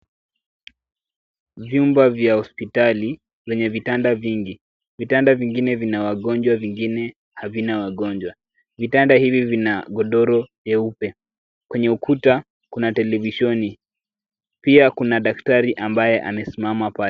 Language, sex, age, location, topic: Swahili, male, 18-24, Kisumu, health